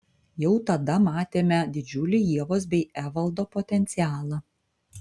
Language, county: Lithuanian, Vilnius